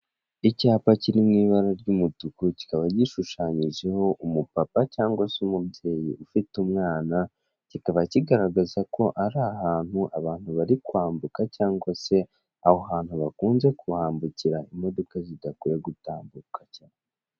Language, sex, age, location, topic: Kinyarwanda, male, 18-24, Kigali, government